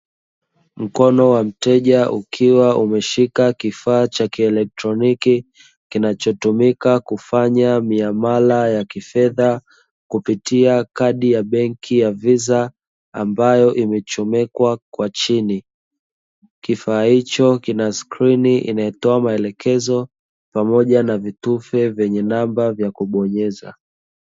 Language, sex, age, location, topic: Swahili, male, 25-35, Dar es Salaam, finance